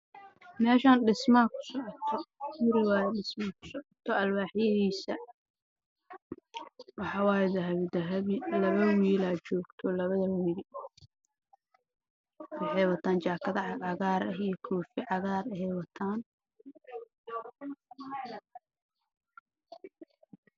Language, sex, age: Somali, male, 18-24